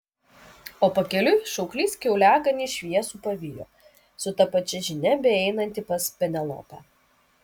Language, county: Lithuanian, Vilnius